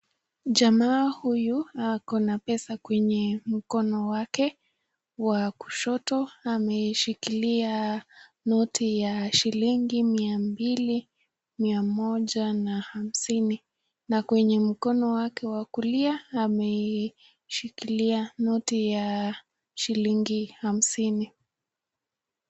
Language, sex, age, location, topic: Swahili, female, 18-24, Nakuru, finance